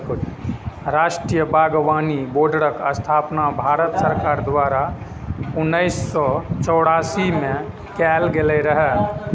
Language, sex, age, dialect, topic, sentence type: Maithili, male, 25-30, Eastern / Thethi, agriculture, statement